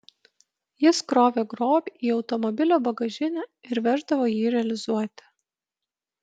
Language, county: Lithuanian, Kaunas